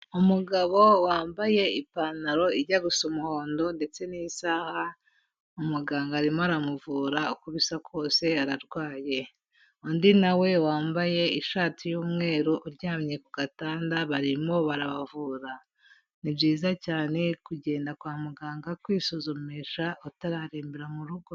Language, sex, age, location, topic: Kinyarwanda, female, 18-24, Kigali, health